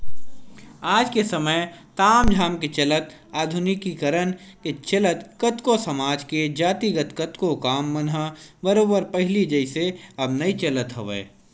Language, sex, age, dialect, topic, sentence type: Chhattisgarhi, male, 18-24, Western/Budati/Khatahi, banking, statement